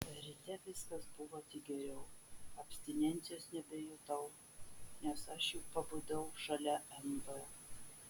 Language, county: Lithuanian, Vilnius